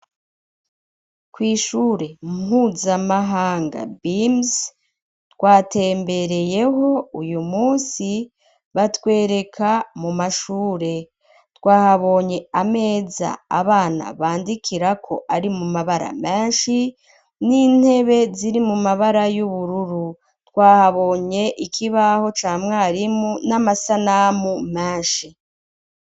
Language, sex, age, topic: Rundi, female, 36-49, education